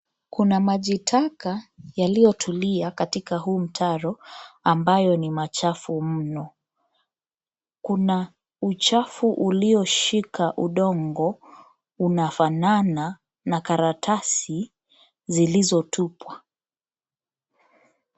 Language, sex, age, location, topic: Swahili, male, 50+, Nairobi, government